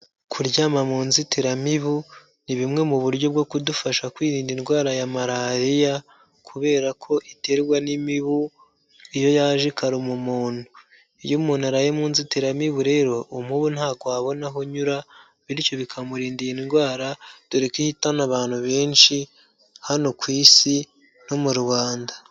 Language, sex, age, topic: Kinyarwanda, male, 25-35, health